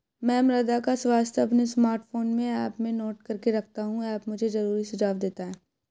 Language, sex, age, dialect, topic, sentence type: Hindi, female, 18-24, Marwari Dhudhari, agriculture, statement